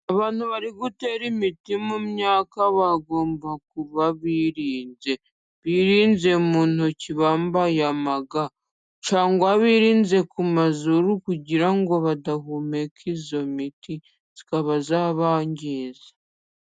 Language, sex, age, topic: Kinyarwanda, female, 25-35, agriculture